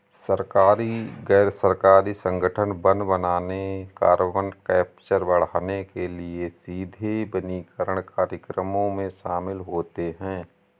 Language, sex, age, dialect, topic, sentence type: Hindi, male, 31-35, Awadhi Bundeli, agriculture, statement